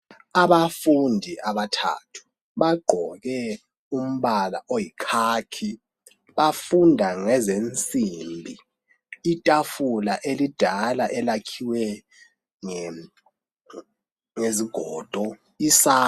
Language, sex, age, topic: North Ndebele, male, 18-24, education